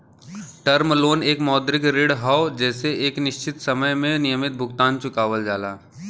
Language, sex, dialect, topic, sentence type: Bhojpuri, male, Western, banking, statement